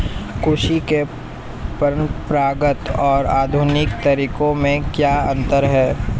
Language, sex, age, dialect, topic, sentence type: Hindi, male, 18-24, Hindustani Malvi Khadi Boli, agriculture, question